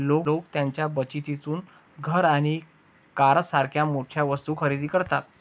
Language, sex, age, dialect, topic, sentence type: Marathi, male, 25-30, Varhadi, banking, statement